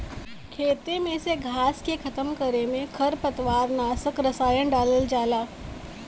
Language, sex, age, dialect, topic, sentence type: Bhojpuri, female, 18-24, Western, agriculture, statement